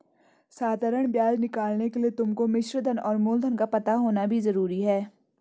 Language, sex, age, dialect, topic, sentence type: Hindi, female, 18-24, Garhwali, banking, statement